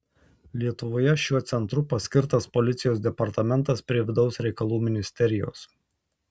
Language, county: Lithuanian, Tauragė